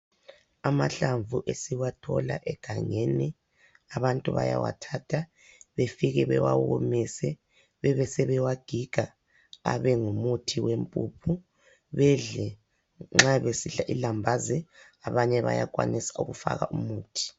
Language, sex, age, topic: North Ndebele, female, 25-35, health